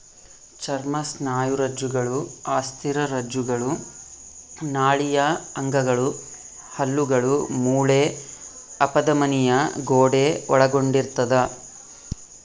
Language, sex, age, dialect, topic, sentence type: Kannada, male, 25-30, Central, agriculture, statement